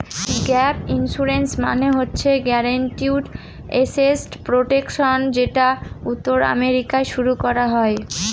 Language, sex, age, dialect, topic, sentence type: Bengali, female, 18-24, Northern/Varendri, banking, statement